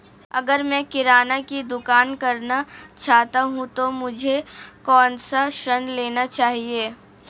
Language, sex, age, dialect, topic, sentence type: Hindi, female, 18-24, Marwari Dhudhari, banking, question